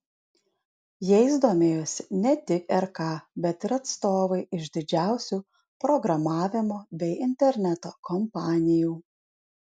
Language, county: Lithuanian, Alytus